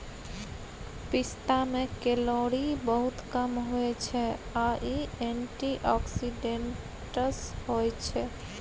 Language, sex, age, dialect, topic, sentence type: Maithili, female, 51-55, Bajjika, agriculture, statement